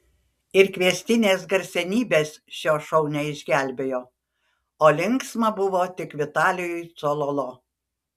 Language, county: Lithuanian, Panevėžys